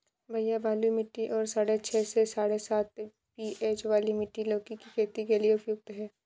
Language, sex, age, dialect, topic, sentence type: Hindi, female, 56-60, Kanauji Braj Bhasha, agriculture, statement